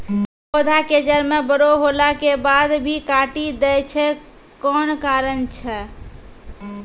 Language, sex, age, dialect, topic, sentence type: Maithili, female, 18-24, Angika, agriculture, question